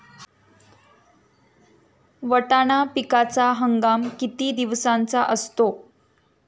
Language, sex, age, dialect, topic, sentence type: Marathi, female, 31-35, Standard Marathi, agriculture, question